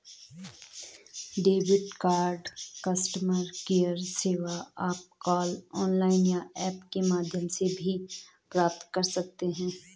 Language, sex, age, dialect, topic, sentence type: Hindi, female, 25-30, Garhwali, banking, statement